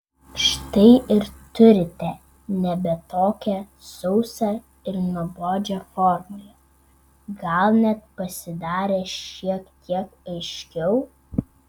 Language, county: Lithuanian, Vilnius